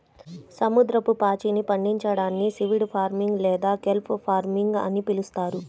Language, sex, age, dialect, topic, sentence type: Telugu, female, 31-35, Central/Coastal, agriculture, statement